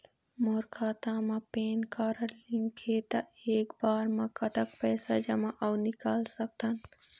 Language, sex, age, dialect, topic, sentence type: Chhattisgarhi, female, 18-24, Eastern, banking, question